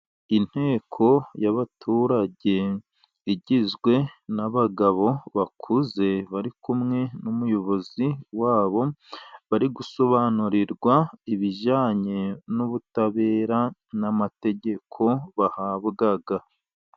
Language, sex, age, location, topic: Kinyarwanda, male, 36-49, Burera, government